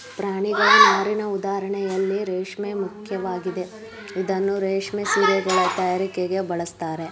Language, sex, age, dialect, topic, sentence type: Kannada, female, 18-24, Mysore Kannada, agriculture, statement